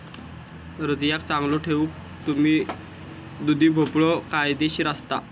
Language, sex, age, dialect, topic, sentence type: Marathi, male, 18-24, Southern Konkan, agriculture, statement